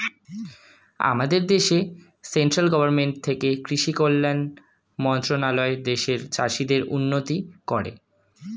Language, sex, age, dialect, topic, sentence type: Bengali, male, 18-24, Standard Colloquial, agriculture, statement